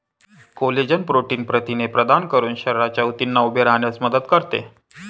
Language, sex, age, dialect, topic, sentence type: Marathi, male, 25-30, Northern Konkan, agriculture, statement